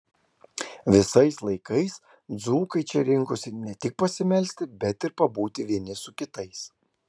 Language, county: Lithuanian, Klaipėda